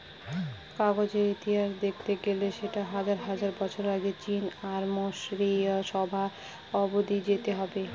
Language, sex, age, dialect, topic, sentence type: Bengali, female, 25-30, Northern/Varendri, agriculture, statement